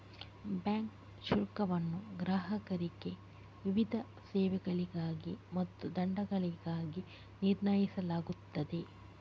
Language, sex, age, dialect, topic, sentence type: Kannada, female, 18-24, Coastal/Dakshin, banking, statement